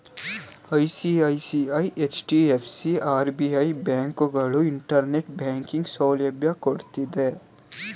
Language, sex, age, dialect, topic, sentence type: Kannada, male, 18-24, Mysore Kannada, banking, statement